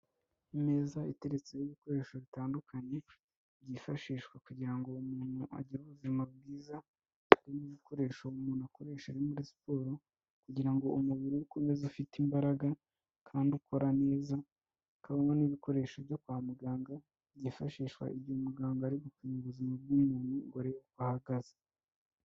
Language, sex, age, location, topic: Kinyarwanda, female, 18-24, Kigali, health